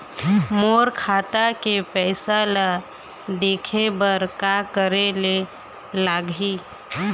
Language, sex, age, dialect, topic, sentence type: Chhattisgarhi, female, 25-30, Eastern, banking, question